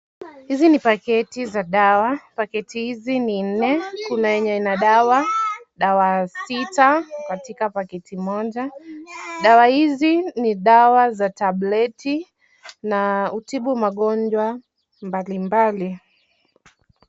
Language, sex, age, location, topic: Swahili, female, 18-24, Kisumu, health